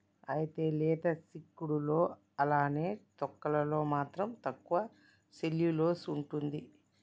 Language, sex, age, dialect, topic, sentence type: Telugu, male, 36-40, Telangana, agriculture, statement